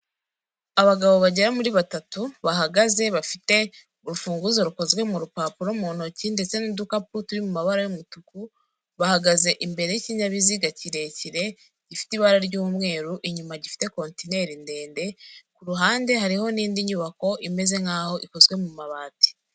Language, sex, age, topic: Kinyarwanda, female, 25-35, finance